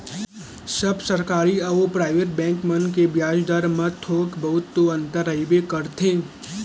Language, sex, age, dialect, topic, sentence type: Chhattisgarhi, male, 18-24, Central, banking, statement